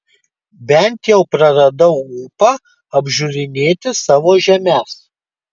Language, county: Lithuanian, Kaunas